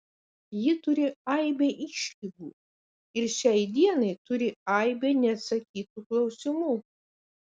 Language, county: Lithuanian, Kaunas